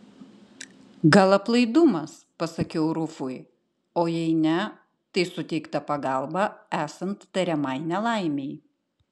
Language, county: Lithuanian, Klaipėda